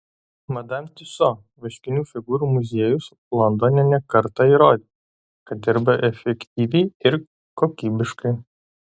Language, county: Lithuanian, Alytus